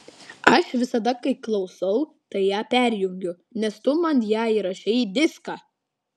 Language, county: Lithuanian, Klaipėda